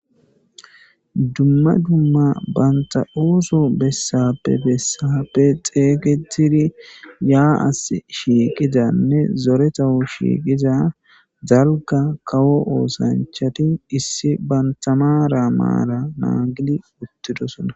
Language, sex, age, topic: Gamo, male, 18-24, government